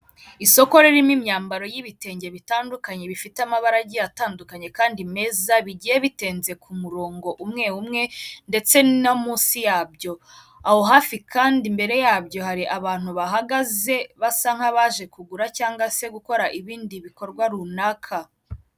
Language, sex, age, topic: Kinyarwanda, female, 18-24, finance